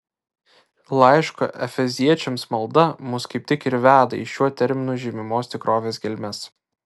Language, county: Lithuanian, Vilnius